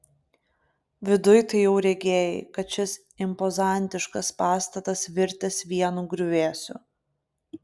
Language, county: Lithuanian, Klaipėda